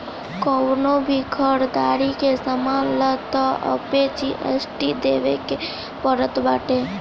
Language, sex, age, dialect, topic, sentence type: Bhojpuri, female, 18-24, Northern, banking, statement